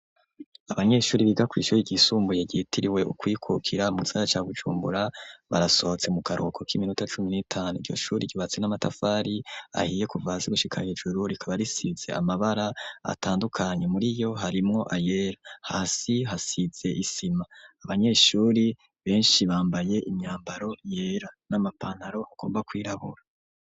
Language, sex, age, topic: Rundi, male, 25-35, education